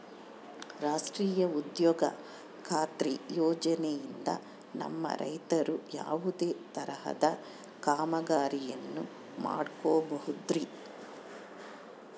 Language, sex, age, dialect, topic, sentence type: Kannada, female, 25-30, Central, agriculture, question